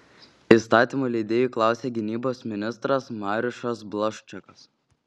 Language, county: Lithuanian, Šiauliai